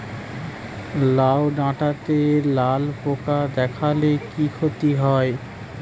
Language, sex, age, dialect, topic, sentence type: Bengali, male, 46-50, Western, agriculture, question